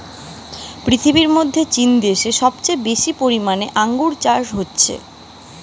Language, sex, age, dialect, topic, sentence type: Bengali, female, 25-30, Western, agriculture, statement